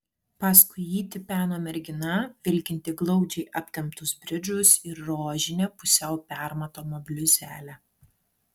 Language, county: Lithuanian, Alytus